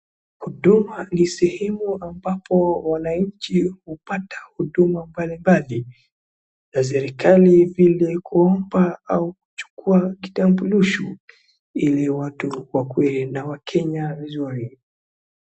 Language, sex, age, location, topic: Swahili, male, 36-49, Wajir, government